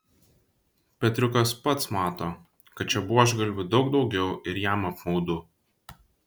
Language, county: Lithuanian, Vilnius